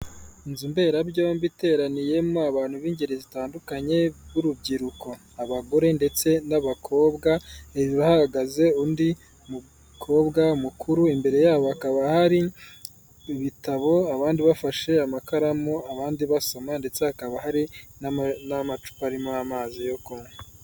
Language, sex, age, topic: Kinyarwanda, male, 25-35, government